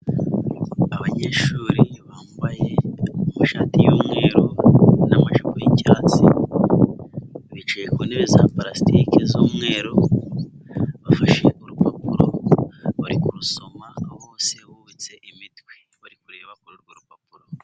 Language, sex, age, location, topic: Kinyarwanda, male, 18-24, Nyagatare, education